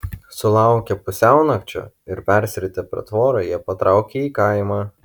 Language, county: Lithuanian, Kaunas